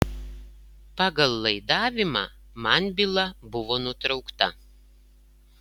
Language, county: Lithuanian, Klaipėda